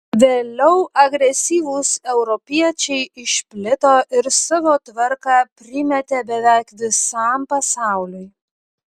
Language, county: Lithuanian, Vilnius